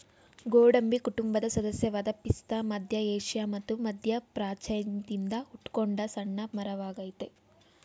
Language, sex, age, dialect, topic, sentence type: Kannada, female, 18-24, Mysore Kannada, agriculture, statement